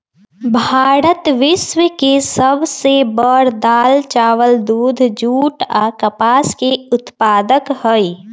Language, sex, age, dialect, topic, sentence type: Magahi, female, 18-24, Western, agriculture, statement